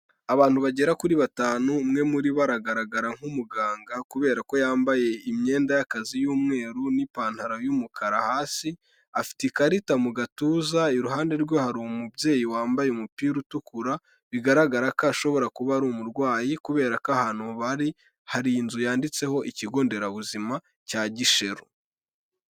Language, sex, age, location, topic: Kinyarwanda, male, 18-24, Kigali, health